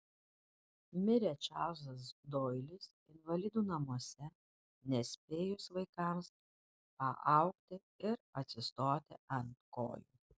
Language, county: Lithuanian, Panevėžys